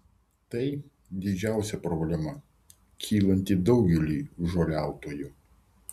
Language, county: Lithuanian, Vilnius